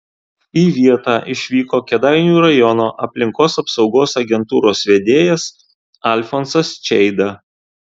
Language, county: Lithuanian, Alytus